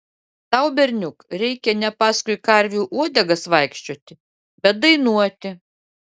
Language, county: Lithuanian, Klaipėda